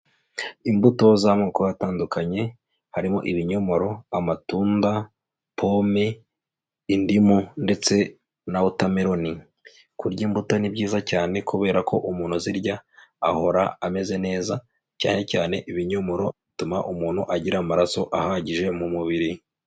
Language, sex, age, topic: Kinyarwanda, male, 25-35, agriculture